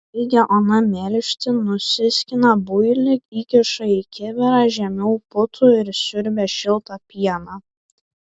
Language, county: Lithuanian, Vilnius